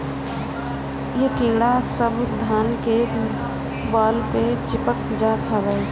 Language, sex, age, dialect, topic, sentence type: Bhojpuri, female, 60-100, Northern, agriculture, statement